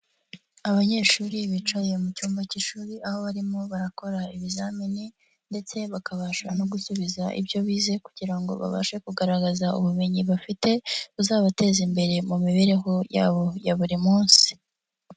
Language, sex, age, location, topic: Kinyarwanda, male, 50+, Nyagatare, education